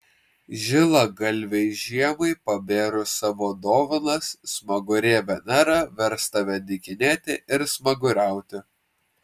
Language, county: Lithuanian, Vilnius